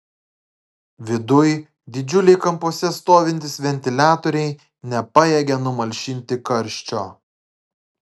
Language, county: Lithuanian, Klaipėda